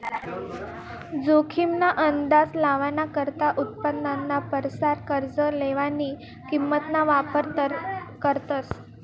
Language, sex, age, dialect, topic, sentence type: Marathi, female, 18-24, Northern Konkan, banking, statement